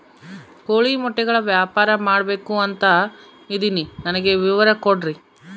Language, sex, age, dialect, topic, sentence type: Kannada, female, 25-30, Central, agriculture, question